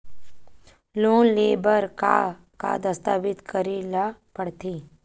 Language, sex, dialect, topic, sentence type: Chhattisgarhi, female, Western/Budati/Khatahi, banking, question